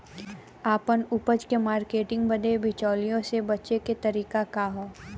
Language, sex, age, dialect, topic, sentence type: Bhojpuri, female, 18-24, Western, agriculture, question